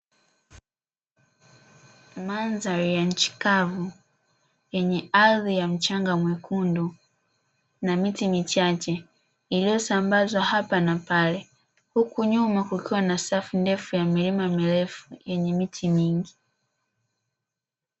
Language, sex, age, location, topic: Swahili, female, 18-24, Dar es Salaam, agriculture